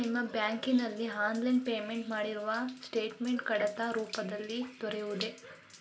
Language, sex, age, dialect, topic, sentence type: Kannada, male, 31-35, Mysore Kannada, banking, question